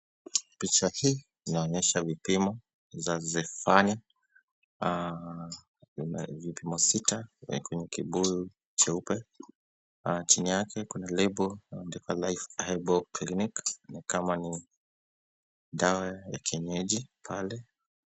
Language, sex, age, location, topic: Swahili, male, 25-35, Kisumu, health